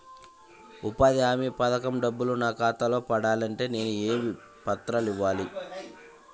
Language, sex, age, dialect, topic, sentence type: Telugu, male, 25-30, Central/Coastal, banking, question